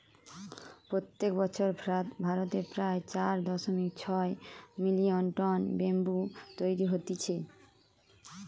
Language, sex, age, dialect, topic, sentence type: Bengali, female, 25-30, Western, agriculture, statement